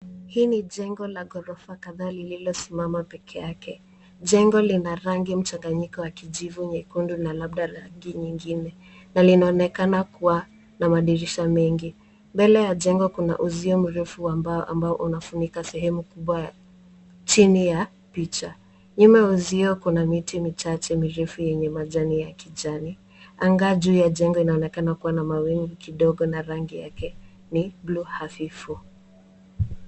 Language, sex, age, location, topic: Swahili, female, 18-24, Nairobi, finance